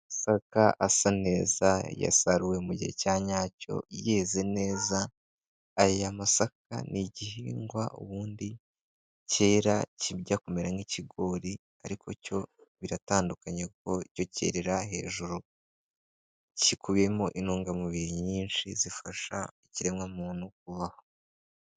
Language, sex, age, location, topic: Kinyarwanda, male, 18-24, Kigali, agriculture